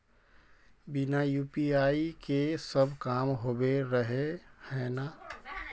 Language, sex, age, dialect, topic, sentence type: Magahi, male, 31-35, Northeastern/Surjapuri, banking, question